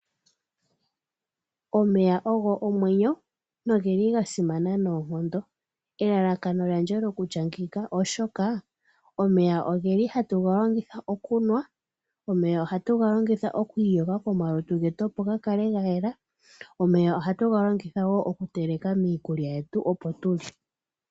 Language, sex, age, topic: Oshiwambo, female, 18-24, agriculture